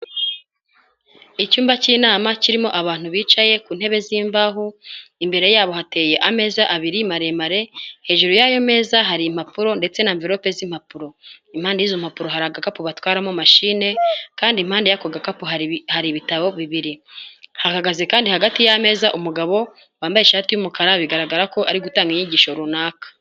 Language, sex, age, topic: Kinyarwanda, female, 25-35, health